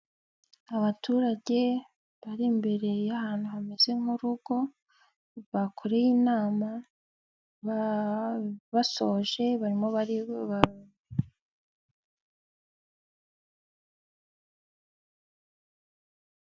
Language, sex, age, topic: Kinyarwanda, female, 18-24, finance